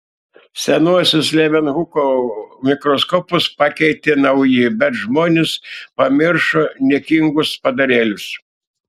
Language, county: Lithuanian, Šiauliai